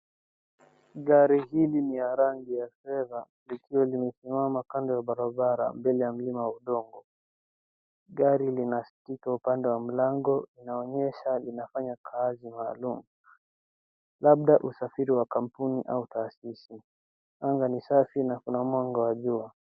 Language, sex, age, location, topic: Swahili, male, 50+, Nairobi, finance